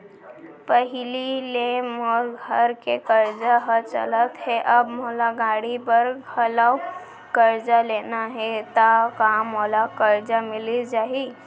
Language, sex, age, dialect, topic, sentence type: Chhattisgarhi, female, 18-24, Central, banking, question